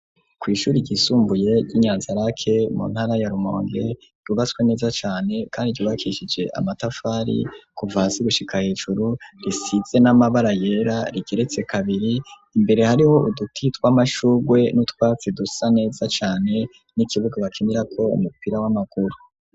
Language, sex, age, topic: Rundi, male, 25-35, education